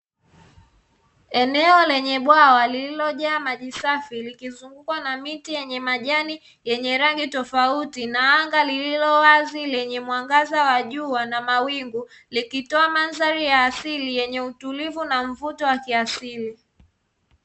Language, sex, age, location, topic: Swahili, female, 25-35, Dar es Salaam, agriculture